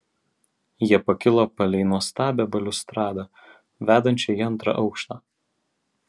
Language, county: Lithuanian, Vilnius